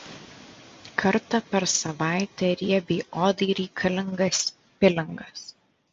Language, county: Lithuanian, Vilnius